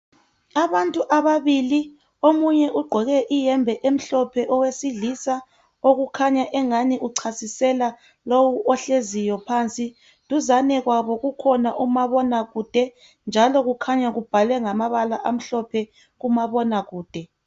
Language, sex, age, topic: North Ndebele, female, 25-35, health